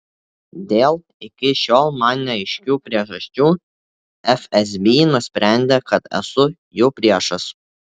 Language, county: Lithuanian, Tauragė